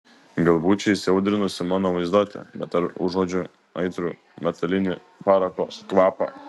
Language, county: Lithuanian, Kaunas